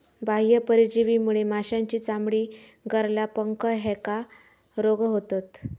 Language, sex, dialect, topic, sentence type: Marathi, female, Southern Konkan, agriculture, statement